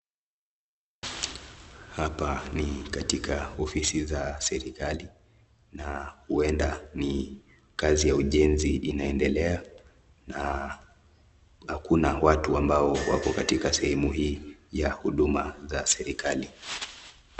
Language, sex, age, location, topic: Swahili, male, 18-24, Nakuru, government